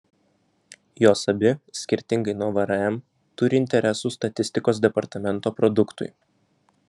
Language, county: Lithuanian, Vilnius